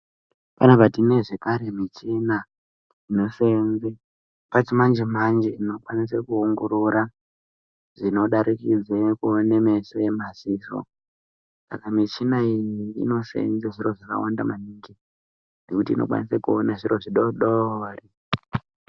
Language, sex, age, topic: Ndau, male, 18-24, health